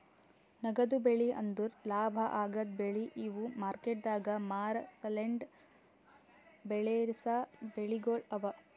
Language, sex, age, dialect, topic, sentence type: Kannada, female, 18-24, Northeastern, agriculture, statement